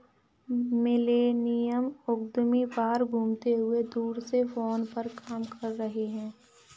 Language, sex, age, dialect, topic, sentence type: Hindi, female, 18-24, Kanauji Braj Bhasha, banking, statement